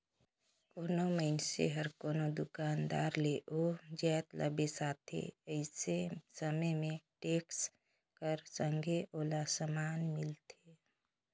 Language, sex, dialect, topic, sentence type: Chhattisgarhi, female, Northern/Bhandar, banking, statement